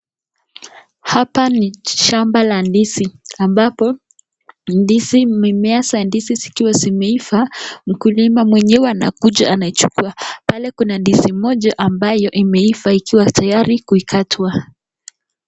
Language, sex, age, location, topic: Swahili, female, 18-24, Nakuru, agriculture